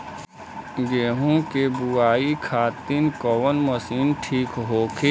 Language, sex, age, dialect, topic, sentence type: Bhojpuri, male, 31-35, Western, agriculture, question